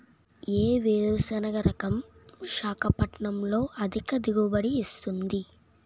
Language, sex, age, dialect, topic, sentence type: Telugu, male, 25-30, Utterandhra, agriculture, question